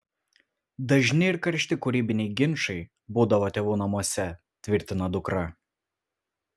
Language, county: Lithuanian, Vilnius